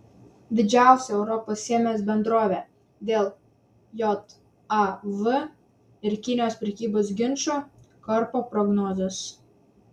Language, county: Lithuanian, Vilnius